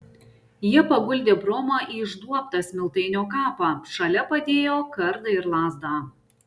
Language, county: Lithuanian, Šiauliai